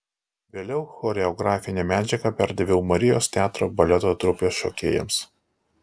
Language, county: Lithuanian, Alytus